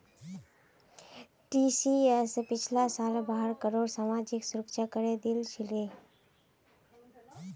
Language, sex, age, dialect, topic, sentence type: Magahi, female, 18-24, Northeastern/Surjapuri, banking, statement